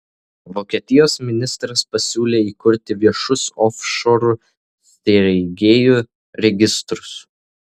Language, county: Lithuanian, Vilnius